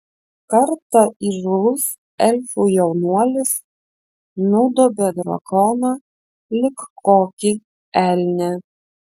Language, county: Lithuanian, Vilnius